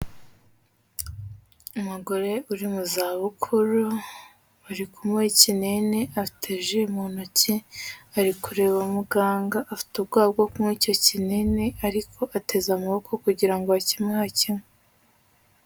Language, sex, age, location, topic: Kinyarwanda, female, 18-24, Kigali, health